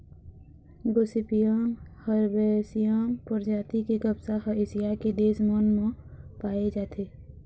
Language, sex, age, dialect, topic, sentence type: Chhattisgarhi, female, 51-55, Eastern, agriculture, statement